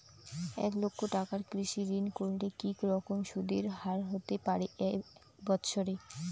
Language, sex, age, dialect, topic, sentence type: Bengali, female, 18-24, Rajbangshi, banking, question